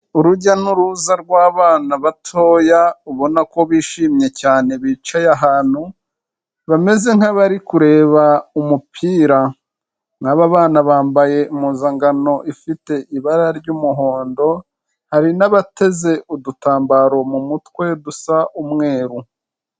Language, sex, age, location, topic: Kinyarwanda, male, 25-35, Kigali, health